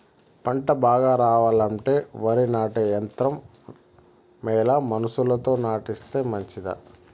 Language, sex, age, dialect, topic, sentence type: Telugu, male, 31-35, Southern, agriculture, question